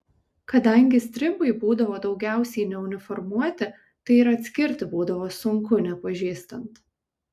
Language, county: Lithuanian, Kaunas